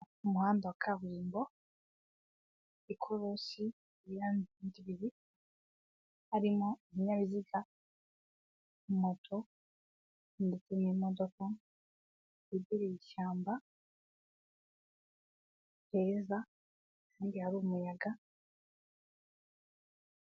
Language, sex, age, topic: Kinyarwanda, male, 18-24, government